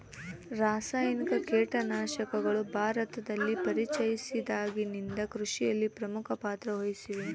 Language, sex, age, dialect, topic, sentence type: Kannada, female, 18-24, Central, agriculture, statement